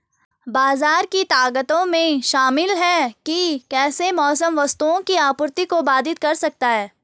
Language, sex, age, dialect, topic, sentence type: Hindi, female, 31-35, Garhwali, banking, statement